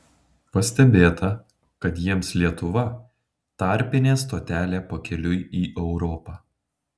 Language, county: Lithuanian, Panevėžys